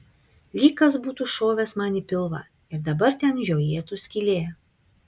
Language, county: Lithuanian, Kaunas